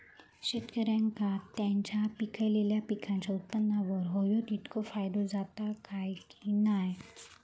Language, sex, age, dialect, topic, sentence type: Marathi, female, 25-30, Southern Konkan, agriculture, question